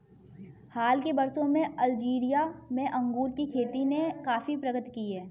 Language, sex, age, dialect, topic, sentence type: Hindi, female, 18-24, Kanauji Braj Bhasha, agriculture, statement